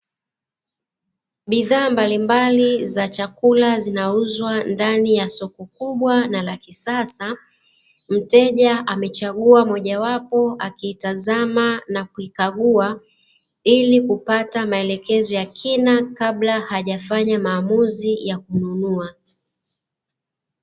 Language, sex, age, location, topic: Swahili, female, 36-49, Dar es Salaam, finance